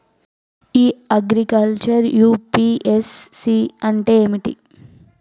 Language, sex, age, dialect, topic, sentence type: Telugu, female, 18-24, Telangana, agriculture, question